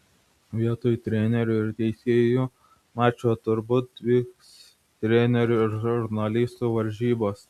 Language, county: Lithuanian, Vilnius